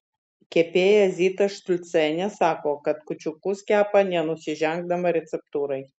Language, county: Lithuanian, Vilnius